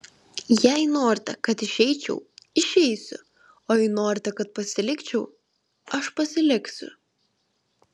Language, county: Lithuanian, Vilnius